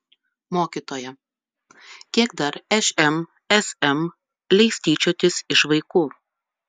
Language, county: Lithuanian, Utena